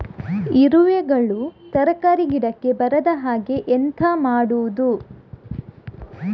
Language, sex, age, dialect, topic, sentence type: Kannada, female, 46-50, Coastal/Dakshin, agriculture, question